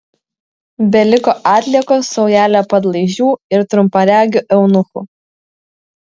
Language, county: Lithuanian, Vilnius